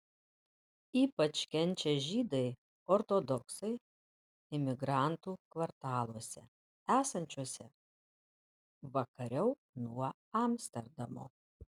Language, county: Lithuanian, Panevėžys